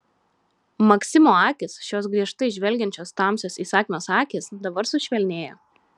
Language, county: Lithuanian, Šiauliai